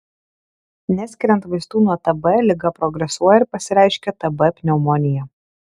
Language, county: Lithuanian, Alytus